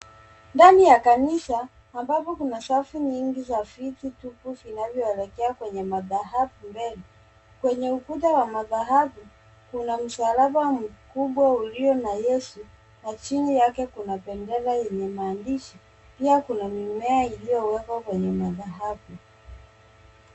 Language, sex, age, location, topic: Swahili, male, 18-24, Nairobi, education